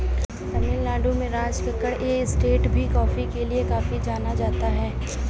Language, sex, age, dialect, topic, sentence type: Hindi, female, 18-24, Marwari Dhudhari, agriculture, statement